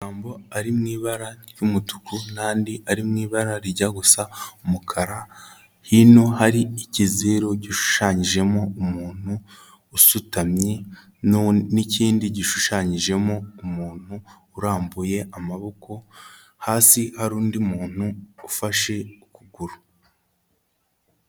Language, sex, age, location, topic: Kinyarwanda, male, 18-24, Kigali, health